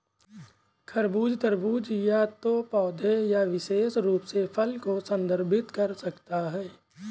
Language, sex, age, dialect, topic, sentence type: Hindi, male, 18-24, Awadhi Bundeli, agriculture, statement